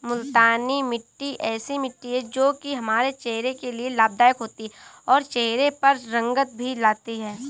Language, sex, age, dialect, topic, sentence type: Hindi, female, 18-24, Awadhi Bundeli, agriculture, statement